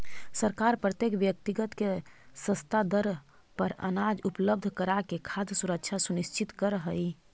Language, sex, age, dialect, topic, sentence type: Magahi, female, 18-24, Central/Standard, agriculture, statement